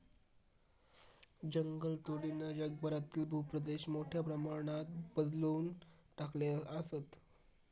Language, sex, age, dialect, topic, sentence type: Marathi, male, 36-40, Southern Konkan, agriculture, statement